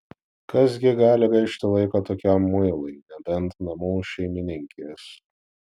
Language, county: Lithuanian, Vilnius